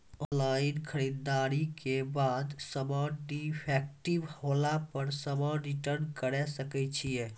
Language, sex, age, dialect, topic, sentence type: Maithili, male, 18-24, Angika, agriculture, question